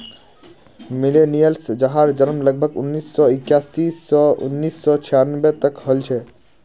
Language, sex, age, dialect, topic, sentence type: Magahi, male, 51-55, Northeastern/Surjapuri, banking, statement